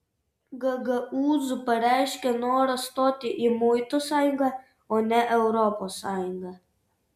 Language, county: Lithuanian, Vilnius